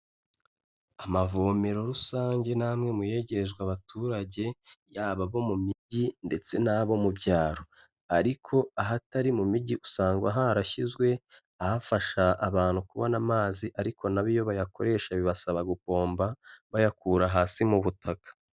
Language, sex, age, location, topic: Kinyarwanda, male, 25-35, Kigali, health